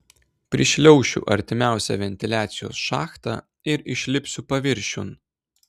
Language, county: Lithuanian, Klaipėda